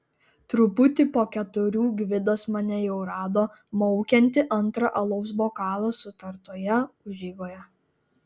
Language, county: Lithuanian, Klaipėda